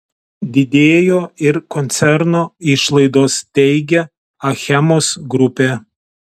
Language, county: Lithuanian, Telšiai